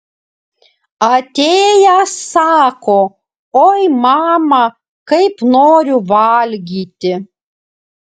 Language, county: Lithuanian, Alytus